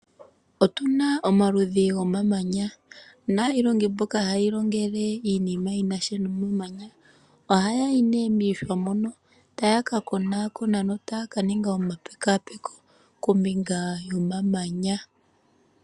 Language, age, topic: Oshiwambo, 25-35, agriculture